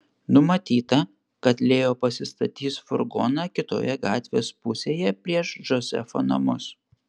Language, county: Lithuanian, Panevėžys